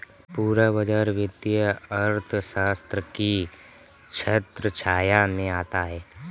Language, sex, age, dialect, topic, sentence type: Hindi, male, 25-30, Marwari Dhudhari, banking, statement